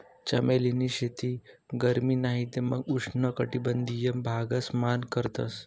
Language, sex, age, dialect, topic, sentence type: Marathi, male, 18-24, Northern Konkan, agriculture, statement